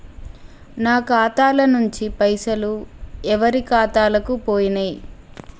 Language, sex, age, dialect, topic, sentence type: Telugu, female, 25-30, Telangana, banking, question